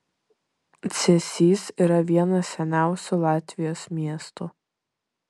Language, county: Lithuanian, Šiauliai